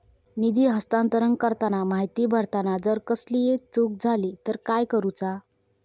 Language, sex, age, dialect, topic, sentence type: Marathi, female, 25-30, Southern Konkan, banking, question